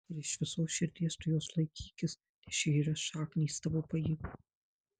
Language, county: Lithuanian, Marijampolė